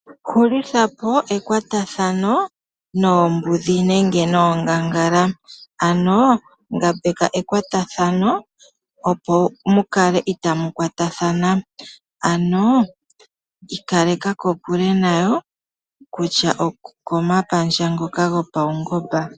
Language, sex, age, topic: Oshiwambo, male, 18-24, finance